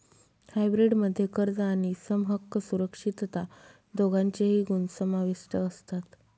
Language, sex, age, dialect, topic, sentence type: Marathi, female, 36-40, Northern Konkan, banking, statement